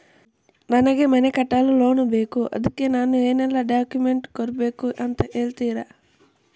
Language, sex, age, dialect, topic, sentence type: Kannada, male, 25-30, Coastal/Dakshin, banking, question